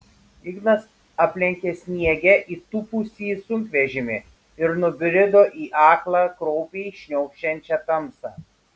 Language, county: Lithuanian, Šiauliai